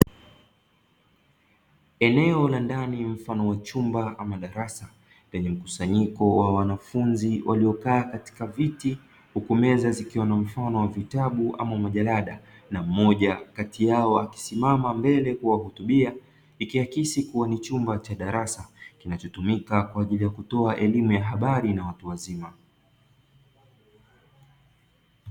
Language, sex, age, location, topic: Swahili, male, 25-35, Dar es Salaam, education